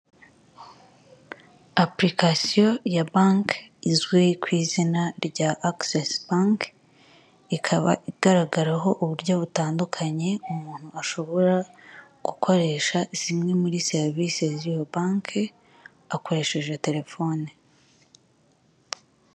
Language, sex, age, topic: Kinyarwanda, male, 36-49, finance